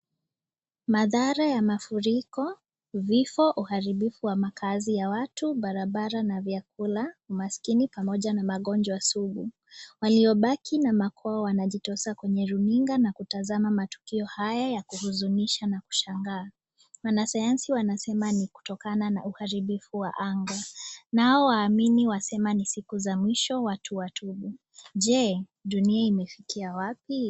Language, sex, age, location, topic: Swahili, female, 18-24, Nakuru, health